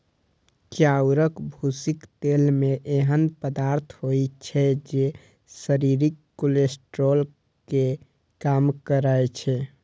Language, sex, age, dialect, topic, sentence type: Maithili, male, 18-24, Eastern / Thethi, agriculture, statement